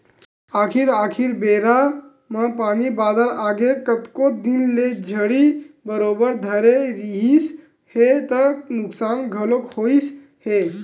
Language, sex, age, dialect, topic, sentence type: Chhattisgarhi, male, 18-24, Western/Budati/Khatahi, agriculture, statement